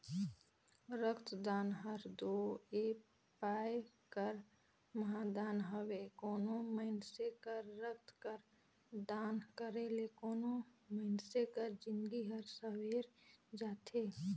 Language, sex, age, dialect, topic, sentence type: Chhattisgarhi, female, 18-24, Northern/Bhandar, banking, statement